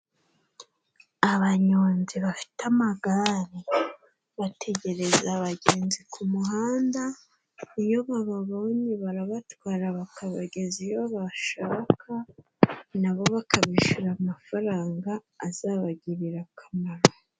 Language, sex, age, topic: Kinyarwanda, female, 25-35, finance